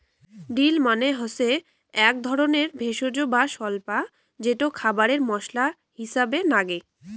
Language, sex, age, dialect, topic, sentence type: Bengali, female, 18-24, Rajbangshi, agriculture, statement